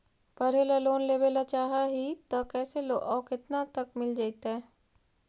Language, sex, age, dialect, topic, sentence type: Magahi, female, 51-55, Central/Standard, banking, question